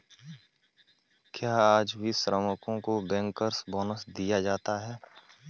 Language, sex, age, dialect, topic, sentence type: Hindi, male, 18-24, Kanauji Braj Bhasha, banking, statement